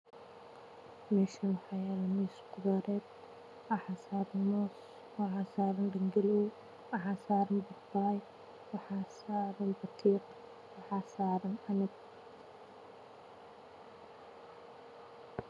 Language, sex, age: Somali, female, 25-35